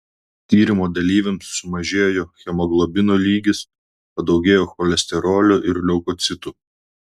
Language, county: Lithuanian, Klaipėda